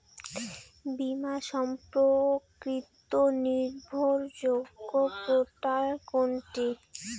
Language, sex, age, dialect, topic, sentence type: Bengali, female, 18-24, Rajbangshi, banking, question